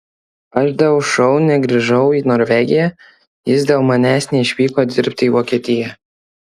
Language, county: Lithuanian, Kaunas